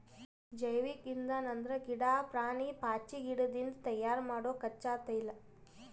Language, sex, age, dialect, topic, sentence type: Kannada, female, 18-24, Northeastern, agriculture, statement